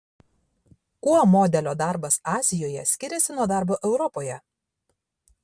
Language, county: Lithuanian, Šiauliai